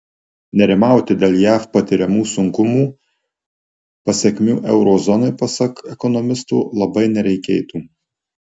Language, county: Lithuanian, Marijampolė